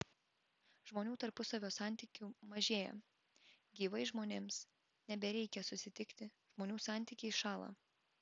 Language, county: Lithuanian, Vilnius